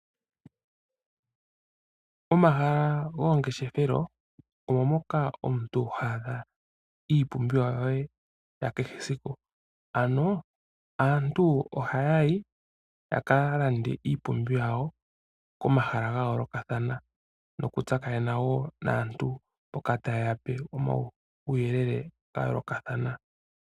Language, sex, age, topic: Oshiwambo, male, 25-35, finance